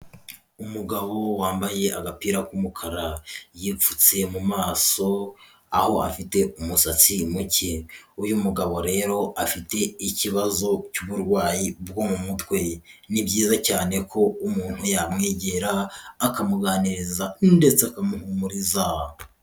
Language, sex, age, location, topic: Kinyarwanda, male, 18-24, Huye, health